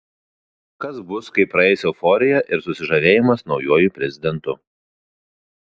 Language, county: Lithuanian, Kaunas